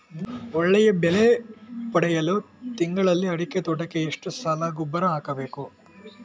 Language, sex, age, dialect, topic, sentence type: Kannada, male, 18-24, Coastal/Dakshin, agriculture, question